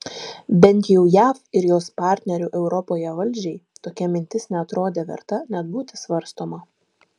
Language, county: Lithuanian, Vilnius